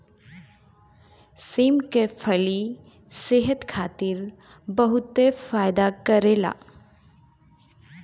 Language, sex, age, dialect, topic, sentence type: Bhojpuri, female, 25-30, Northern, agriculture, statement